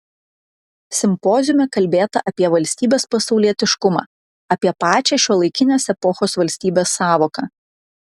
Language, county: Lithuanian, Klaipėda